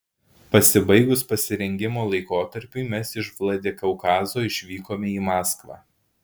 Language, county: Lithuanian, Alytus